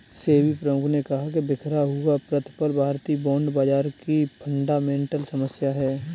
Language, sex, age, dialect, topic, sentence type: Hindi, male, 31-35, Kanauji Braj Bhasha, banking, statement